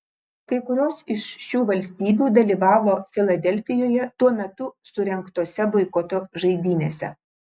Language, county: Lithuanian, Klaipėda